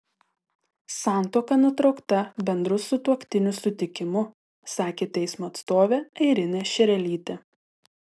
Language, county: Lithuanian, Telšiai